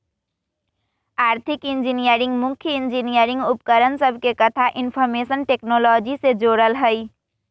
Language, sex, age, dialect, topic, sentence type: Magahi, female, 18-24, Western, banking, statement